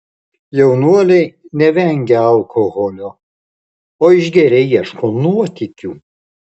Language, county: Lithuanian, Alytus